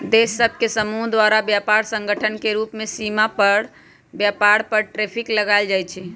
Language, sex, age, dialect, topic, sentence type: Magahi, female, 25-30, Western, banking, statement